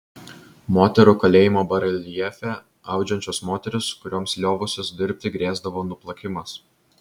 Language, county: Lithuanian, Vilnius